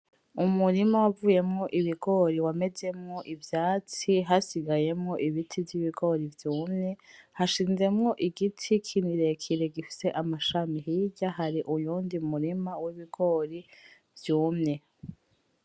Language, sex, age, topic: Rundi, female, 25-35, agriculture